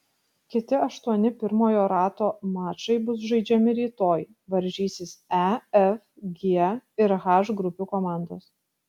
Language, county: Lithuanian, Kaunas